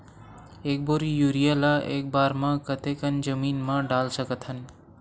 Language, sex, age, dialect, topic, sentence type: Chhattisgarhi, male, 18-24, Western/Budati/Khatahi, agriculture, question